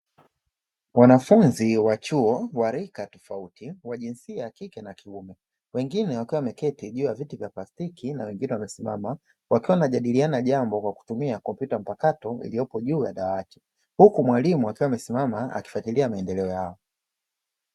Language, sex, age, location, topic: Swahili, male, 25-35, Dar es Salaam, education